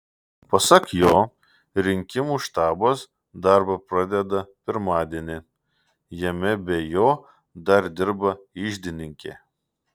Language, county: Lithuanian, Šiauliai